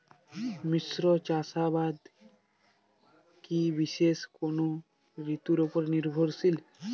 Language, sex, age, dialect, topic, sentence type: Bengali, male, 18-24, Jharkhandi, agriculture, question